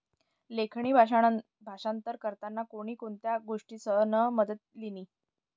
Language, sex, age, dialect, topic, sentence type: Marathi, female, 18-24, Northern Konkan, banking, statement